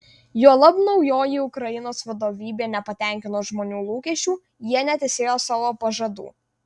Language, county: Lithuanian, Vilnius